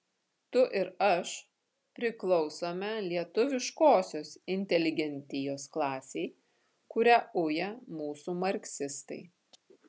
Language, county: Lithuanian, Vilnius